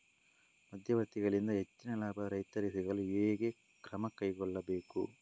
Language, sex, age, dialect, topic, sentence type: Kannada, male, 18-24, Coastal/Dakshin, agriculture, question